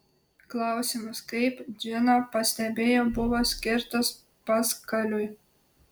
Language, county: Lithuanian, Telšiai